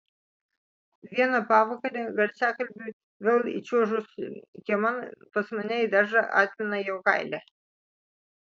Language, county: Lithuanian, Vilnius